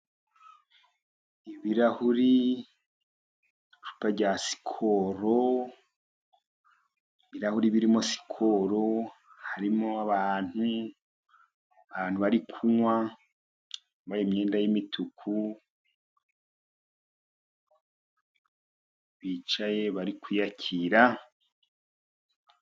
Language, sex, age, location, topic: Kinyarwanda, male, 50+, Musanze, finance